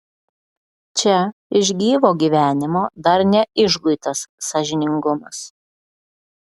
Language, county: Lithuanian, Klaipėda